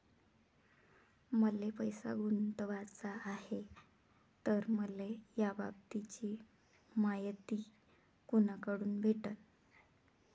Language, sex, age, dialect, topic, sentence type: Marathi, female, 25-30, Varhadi, banking, question